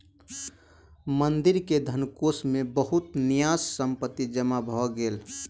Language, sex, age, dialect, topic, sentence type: Maithili, male, 18-24, Southern/Standard, banking, statement